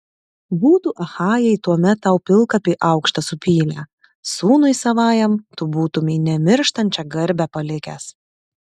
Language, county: Lithuanian, Klaipėda